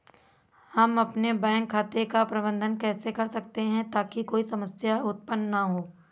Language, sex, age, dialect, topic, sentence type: Hindi, male, 18-24, Awadhi Bundeli, banking, question